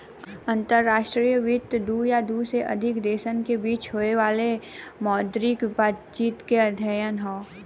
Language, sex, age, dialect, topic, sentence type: Bhojpuri, female, 18-24, Western, banking, statement